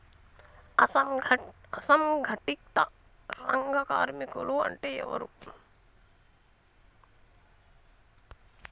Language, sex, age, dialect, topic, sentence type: Telugu, female, 25-30, Telangana, banking, question